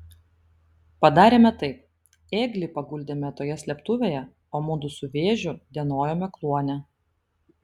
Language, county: Lithuanian, Vilnius